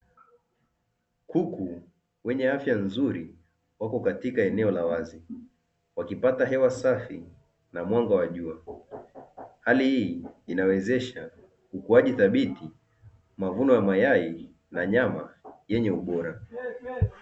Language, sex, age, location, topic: Swahili, male, 25-35, Dar es Salaam, agriculture